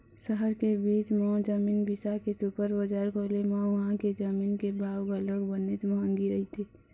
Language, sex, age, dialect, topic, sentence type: Chhattisgarhi, female, 51-55, Eastern, agriculture, statement